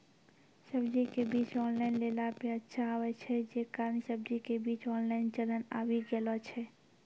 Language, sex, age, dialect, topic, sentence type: Maithili, female, 46-50, Angika, agriculture, question